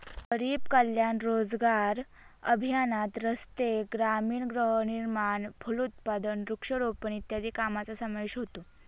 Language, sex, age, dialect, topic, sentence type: Marathi, female, 25-30, Northern Konkan, banking, statement